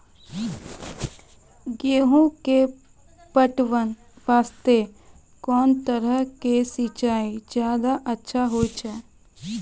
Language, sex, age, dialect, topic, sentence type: Maithili, female, 18-24, Angika, agriculture, question